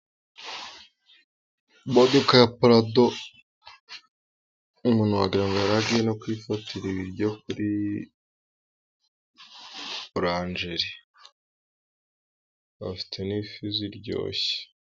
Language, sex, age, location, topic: Kinyarwanda, female, 18-24, Musanze, finance